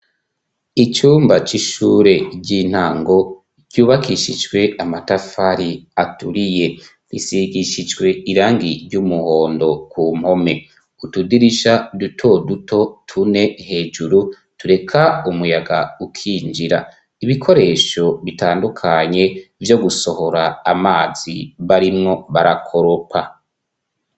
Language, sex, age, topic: Rundi, male, 25-35, education